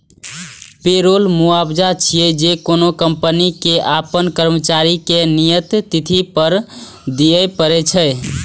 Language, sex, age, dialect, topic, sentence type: Maithili, male, 18-24, Eastern / Thethi, banking, statement